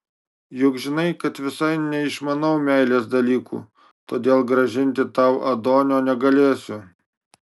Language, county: Lithuanian, Marijampolė